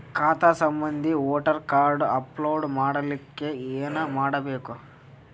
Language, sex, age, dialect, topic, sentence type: Kannada, male, 18-24, Northeastern, banking, question